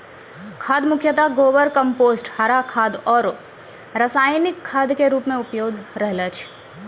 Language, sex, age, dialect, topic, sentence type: Maithili, female, 25-30, Angika, agriculture, statement